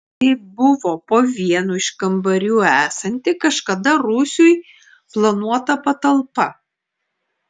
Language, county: Lithuanian, Klaipėda